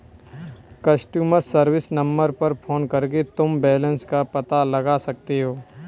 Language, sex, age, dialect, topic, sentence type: Hindi, male, 25-30, Kanauji Braj Bhasha, banking, statement